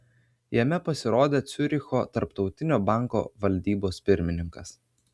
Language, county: Lithuanian, Vilnius